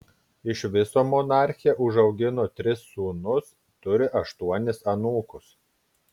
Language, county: Lithuanian, Klaipėda